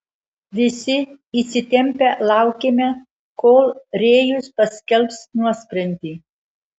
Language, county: Lithuanian, Marijampolė